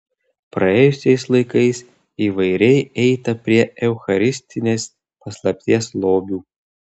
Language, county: Lithuanian, Telšiai